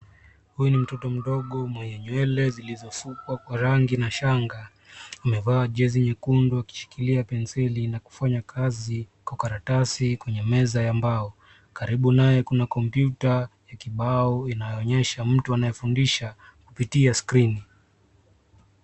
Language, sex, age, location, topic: Swahili, male, 25-35, Nairobi, education